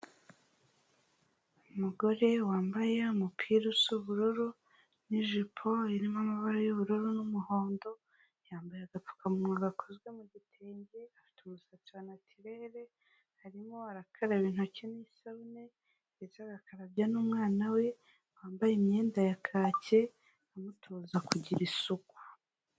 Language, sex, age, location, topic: Kinyarwanda, female, 36-49, Huye, health